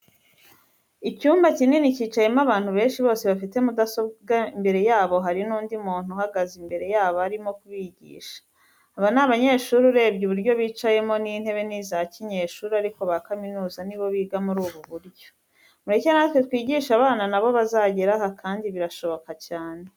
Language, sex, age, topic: Kinyarwanda, female, 25-35, education